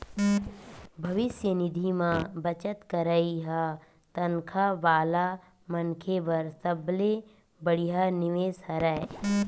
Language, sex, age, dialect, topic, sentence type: Chhattisgarhi, female, 25-30, Western/Budati/Khatahi, banking, statement